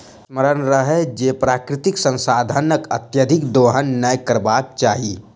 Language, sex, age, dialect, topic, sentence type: Maithili, male, 60-100, Southern/Standard, agriculture, statement